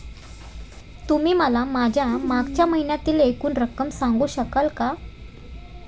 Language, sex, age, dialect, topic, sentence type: Marathi, female, 18-24, Standard Marathi, banking, question